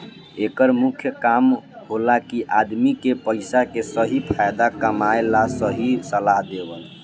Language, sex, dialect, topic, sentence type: Bhojpuri, male, Southern / Standard, banking, statement